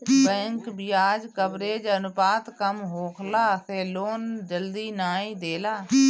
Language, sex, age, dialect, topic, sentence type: Bhojpuri, female, 25-30, Northern, banking, statement